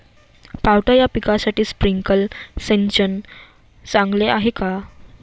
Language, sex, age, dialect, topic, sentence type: Marathi, female, 18-24, Standard Marathi, agriculture, question